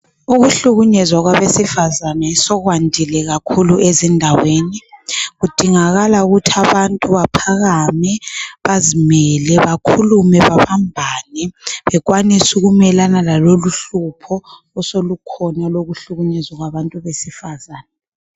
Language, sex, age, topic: North Ndebele, male, 25-35, health